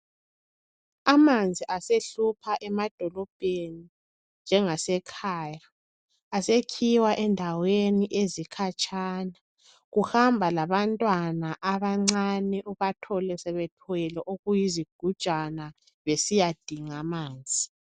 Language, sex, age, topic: North Ndebele, female, 25-35, health